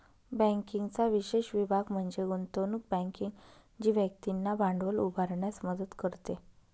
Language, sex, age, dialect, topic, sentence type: Marathi, female, 31-35, Northern Konkan, banking, statement